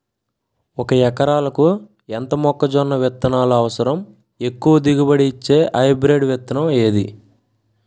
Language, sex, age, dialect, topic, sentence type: Telugu, male, 18-24, Utterandhra, agriculture, question